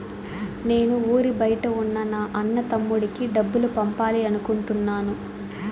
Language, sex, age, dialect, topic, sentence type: Telugu, female, 18-24, Southern, banking, statement